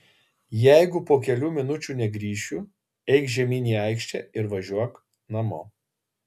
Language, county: Lithuanian, Kaunas